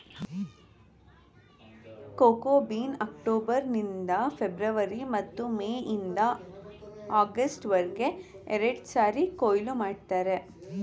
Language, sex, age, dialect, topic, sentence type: Kannada, female, 18-24, Mysore Kannada, agriculture, statement